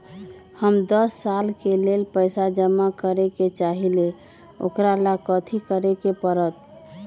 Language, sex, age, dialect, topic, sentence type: Magahi, female, 36-40, Western, banking, question